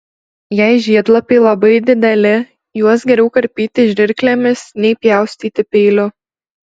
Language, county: Lithuanian, Alytus